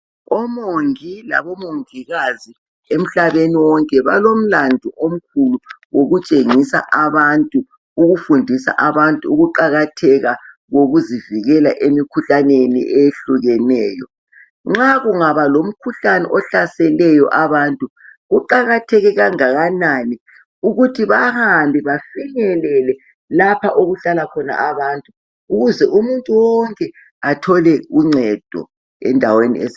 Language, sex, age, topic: North Ndebele, female, 50+, health